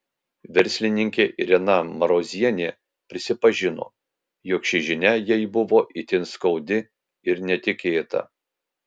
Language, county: Lithuanian, Vilnius